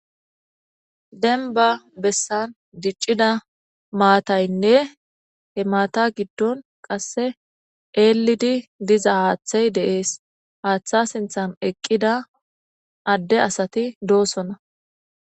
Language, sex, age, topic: Gamo, female, 18-24, government